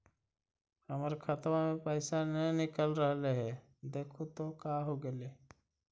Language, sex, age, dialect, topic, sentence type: Magahi, male, 31-35, Central/Standard, banking, question